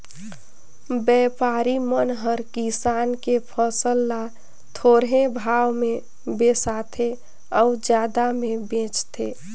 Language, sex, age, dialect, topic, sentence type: Chhattisgarhi, female, 31-35, Northern/Bhandar, agriculture, statement